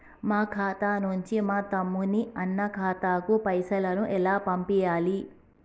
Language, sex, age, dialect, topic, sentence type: Telugu, female, 36-40, Telangana, banking, question